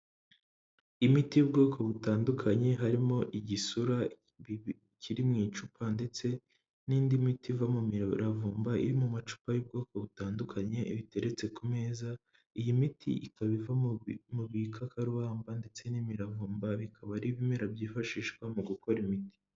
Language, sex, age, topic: Kinyarwanda, female, 25-35, health